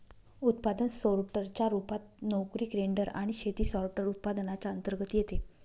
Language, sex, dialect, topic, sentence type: Marathi, female, Northern Konkan, agriculture, statement